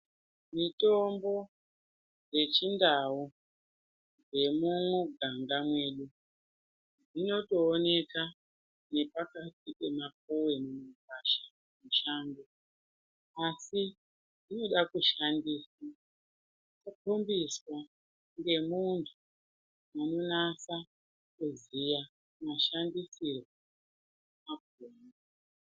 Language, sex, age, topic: Ndau, female, 36-49, health